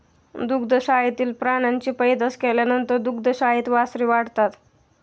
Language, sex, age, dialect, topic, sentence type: Marathi, male, 18-24, Standard Marathi, agriculture, statement